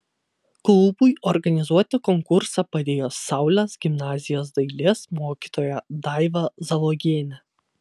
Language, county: Lithuanian, Vilnius